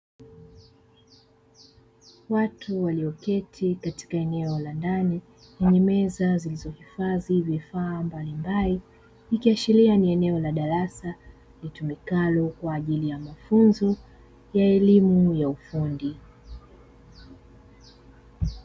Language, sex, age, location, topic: Swahili, female, 25-35, Dar es Salaam, education